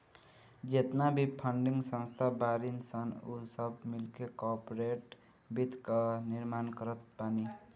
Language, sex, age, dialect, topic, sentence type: Bhojpuri, male, <18, Northern, banking, statement